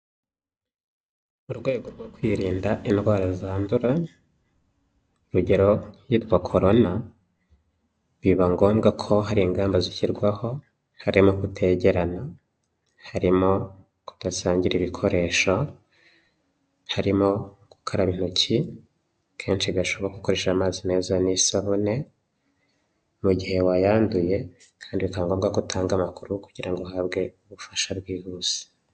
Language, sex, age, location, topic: Kinyarwanda, male, 25-35, Huye, health